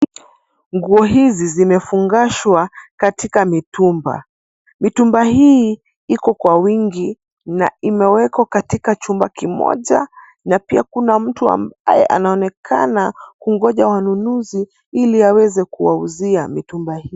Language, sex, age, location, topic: Swahili, female, 25-35, Nairobi, finance